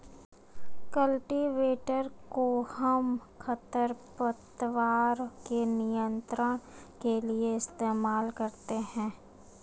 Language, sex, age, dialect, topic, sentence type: Hindi, female, 25-30, Marwari Dhudhari, agriculture, statement